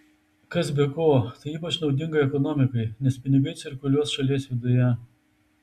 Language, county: Lithuanian, Tauragė